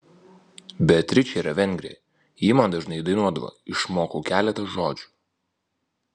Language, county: Lithuanian, Vilnius